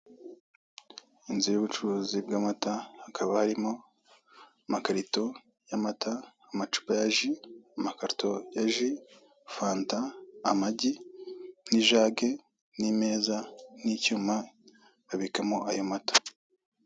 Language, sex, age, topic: Kinyarwanda, male, 25-35, finance